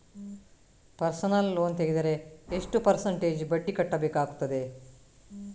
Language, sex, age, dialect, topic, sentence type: Kannada, female, 18-24, Coastal/Dakshin, banking, question